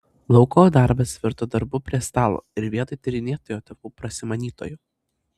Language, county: Lithuanian, Panevėžys